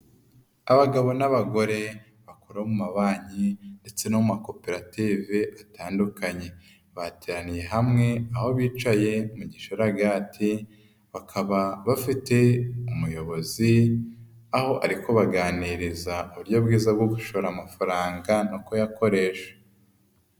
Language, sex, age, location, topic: Kinyarwanda, male, 25-35, Nyagatare, finance